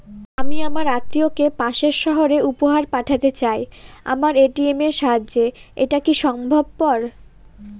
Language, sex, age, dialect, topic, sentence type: Bengali, female, 18-24, Northern/Varendri, banking, question